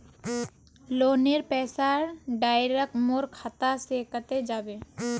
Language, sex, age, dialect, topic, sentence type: Magahi, female, 18-24, Northeastern/Surjapuri, banking, question